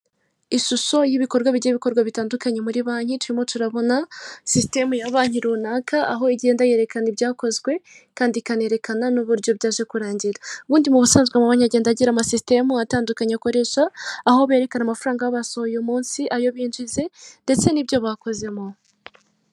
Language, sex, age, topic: Kinyarwanda, female, 18-24, finance